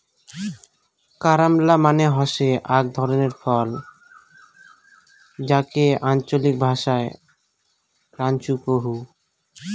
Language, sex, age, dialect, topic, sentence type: Bengali, male, 18-24, Rajbangshi, agriculture, statement